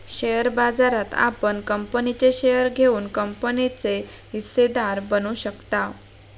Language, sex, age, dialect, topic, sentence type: Marathi, female, 56-60, Southern Konkan, banking, statement